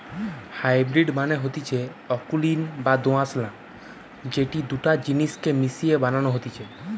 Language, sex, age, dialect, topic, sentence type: Bengali, female, 25-30, Western, banking, statement